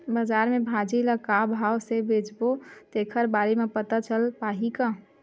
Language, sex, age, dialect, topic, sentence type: Chhattisgarhi, female, 31-35, Western/Budati/Khatahi, agriculture, question